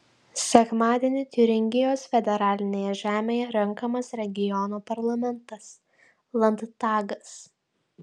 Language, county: Lithuanian, Šiauliai